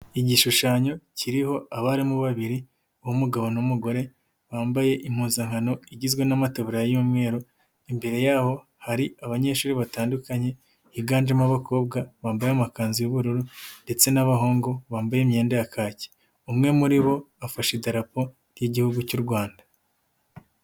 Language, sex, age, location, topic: Kinyarwanda, male, 18-24, Nyagatare, education